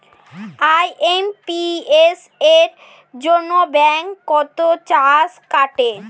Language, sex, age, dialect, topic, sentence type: Bengali, female, <18, Standard Colloquial, banking, question